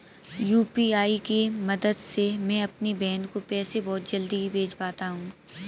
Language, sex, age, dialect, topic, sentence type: Hindi, female, 18-24, Kanauji Braj Bhasha, banking, statement